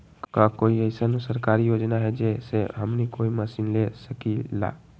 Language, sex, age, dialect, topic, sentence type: Magahi, male, 18-24, Western, agriculture, question